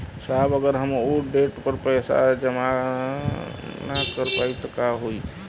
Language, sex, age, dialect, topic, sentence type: Bhojpuri, male, 36-40, Western, banking, question